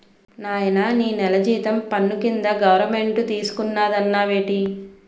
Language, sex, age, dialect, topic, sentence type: Telugu, female, 36-40, Utterandhra, banking, statement